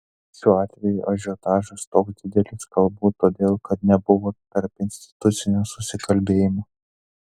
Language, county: Lithuanian, Telšiai